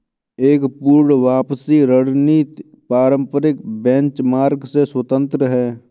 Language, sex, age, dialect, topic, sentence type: Hindi, male, 18-24, Kanauji Braj Bhasha, banking, statement